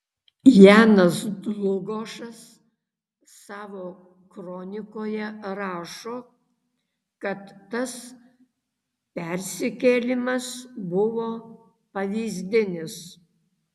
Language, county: Lithuanian, Kaunas